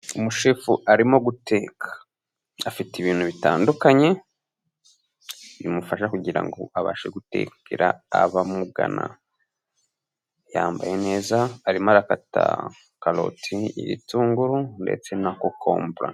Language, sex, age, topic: Kinyarwanda, male, 18-24, finance